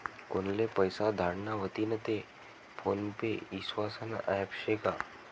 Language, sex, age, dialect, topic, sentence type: Marathi, male, 18-24, Northern Konkan, banking, statement